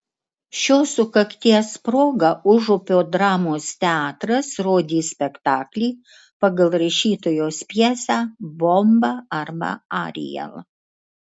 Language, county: Lithuanian, Kaunas